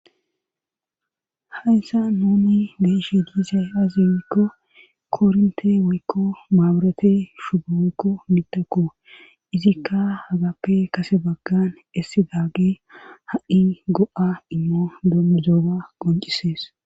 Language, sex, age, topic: Gamo, female, 25-35, government